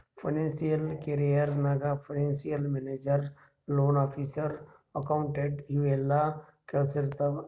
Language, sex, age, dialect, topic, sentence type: Kannada, male, 31-35, Northeastern, banking, statement